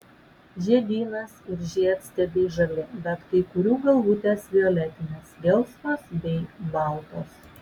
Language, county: Lithuanian, Vilnius